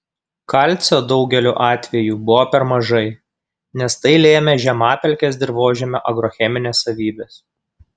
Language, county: Lithuanian, Kaunas